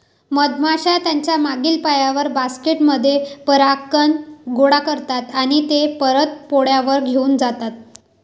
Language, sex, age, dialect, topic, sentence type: Marathi, female, 18-24, Varhadi, agriculture, statement